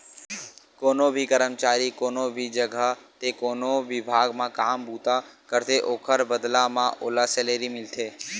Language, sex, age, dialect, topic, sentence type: Chhattisgarhi, male, 18-24, Western/Budati/Khatahi, banking, statement